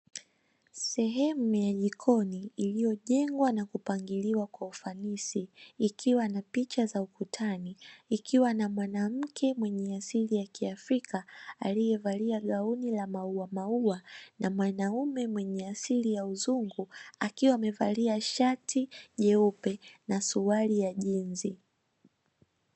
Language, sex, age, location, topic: Swahili, female, 18-24, Dar es Salaam, finance